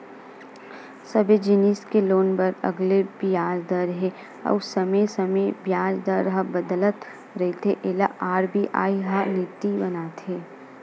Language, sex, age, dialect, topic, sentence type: Chhattisgarhi, female, 18-24, Western/Budati/Khatahi, banking, statement